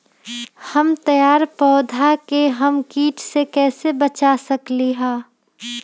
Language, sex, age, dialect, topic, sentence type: Magahi, female, 25-30, Western, agriculture, question